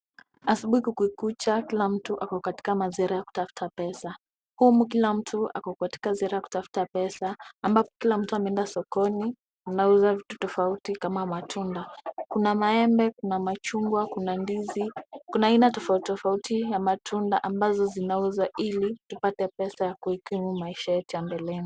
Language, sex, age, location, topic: Swahili, female, 18-24, Kisumu, finance